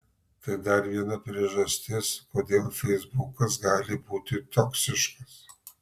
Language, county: Lithuanian, Marijampolė